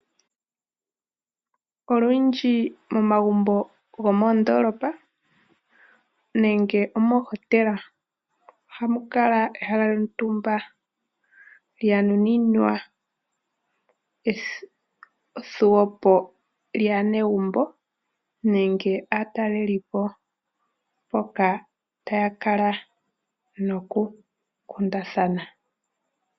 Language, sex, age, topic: Oshiwambo, female, 18-24, agriculture